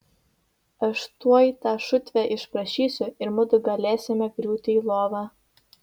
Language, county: Lithuanian, Vilnius